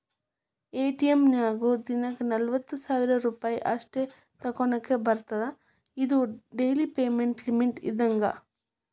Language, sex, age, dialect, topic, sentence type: Kannada, female, 25-30, Dharwad Kannada, banking, statement